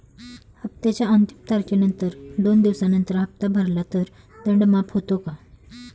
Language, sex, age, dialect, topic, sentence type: Marathi, female, 25-30, Standard Marathi, banking, question